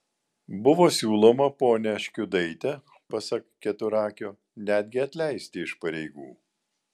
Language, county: Lithuanian, Vilnius